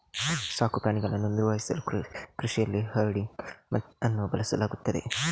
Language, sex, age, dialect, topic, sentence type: Kannada, male, 56-60, Coastal/Dakshin, agriculture, statement